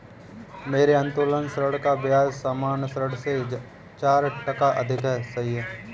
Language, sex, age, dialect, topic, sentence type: Hindi, male, 25-30, Kanauji Braj Bhasha, banking, statement